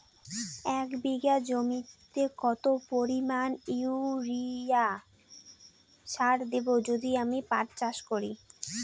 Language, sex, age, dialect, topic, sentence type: Bengali, female, 18-24, Rajbangshi, agriculture, question